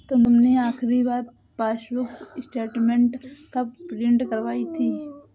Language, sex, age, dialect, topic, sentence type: Hindi, female, 18-24, Awadhi Bundeli, banking, statement